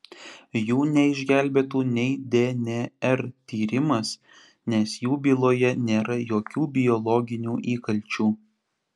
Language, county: Lithuanian, Panevėžys